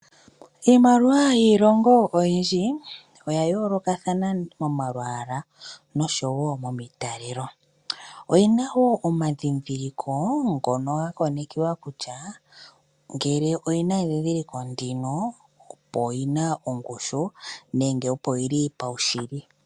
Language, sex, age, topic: Oshiwambo, female, 25-35, finance